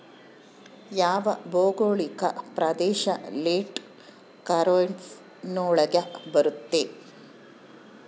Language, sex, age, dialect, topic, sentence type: Kannada, female, 25-30, Central, agriculture, question